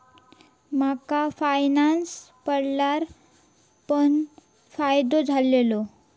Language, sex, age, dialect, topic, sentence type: Marathi, female, 41-45, Southern Konkan, banking, statement